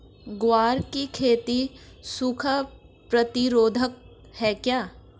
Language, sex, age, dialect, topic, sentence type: Hindi, female, 25-30, Marwari Dhudhari, agriculture, question